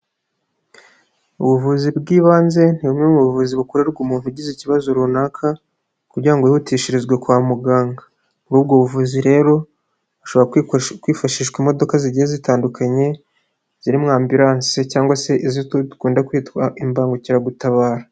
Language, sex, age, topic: Kinyarwanda, male, 25-35, health